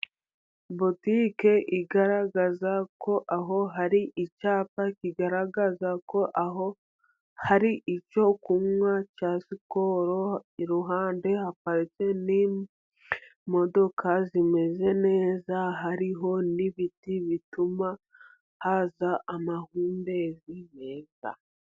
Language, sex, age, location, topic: Kinyarwanda, female, 50+, Musanze, finance